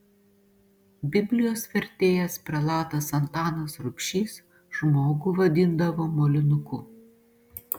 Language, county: Lithuanian, Panevėžys